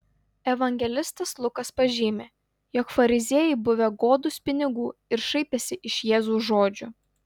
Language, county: Lithuanian, Utena